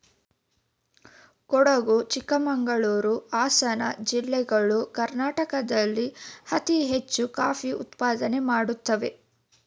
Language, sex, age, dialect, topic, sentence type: Kannada, female, 25-30, Mysore Kannada, agriculture, statement